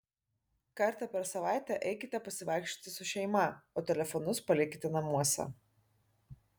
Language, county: Lithuanian, Vilnius